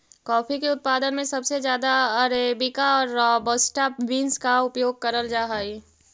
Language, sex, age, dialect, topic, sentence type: Magahi, female, 41-45, Central/Standard, agriculture, statement